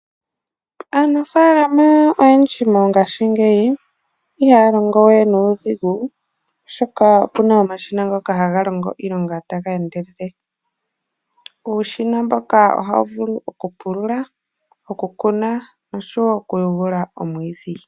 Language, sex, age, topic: Oshiwambo, female, 18-24, agriculture